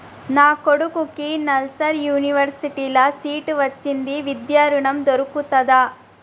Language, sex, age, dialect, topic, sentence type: Telugu, female, 31-35, Telangana, banking, question